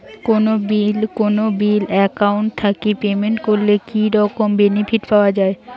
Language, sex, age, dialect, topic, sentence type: Bengali, female, 18-24, Rajbangshi, banking, question